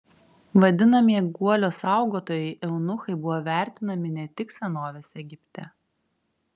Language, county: Lithuanian, Kaunas